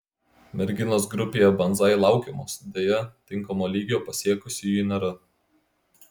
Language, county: Lithuanian, Klaipėda